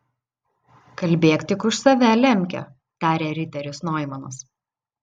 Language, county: Lithuanian, Vilnius